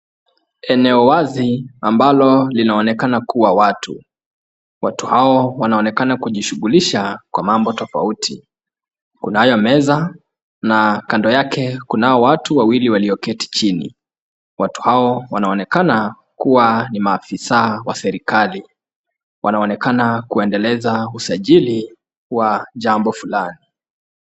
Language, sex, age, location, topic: Swahili, male, 25-35, Kisumu, government